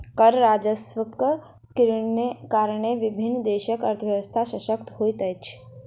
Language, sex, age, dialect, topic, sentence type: Maithili, female, 56-60, Southern/Standard, banking, statement